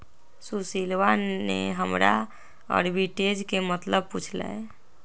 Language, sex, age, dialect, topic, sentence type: Magahi, female, 60-100, Western, banking, statement